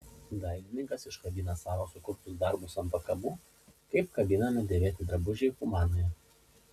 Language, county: Lithuanian, Panevėžys